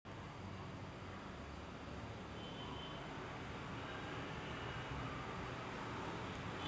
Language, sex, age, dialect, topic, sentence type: Marathi, female, 25-30, Varhadi, banking, statement